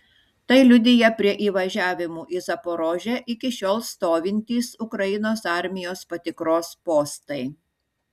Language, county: Lithuanian, Šiauliai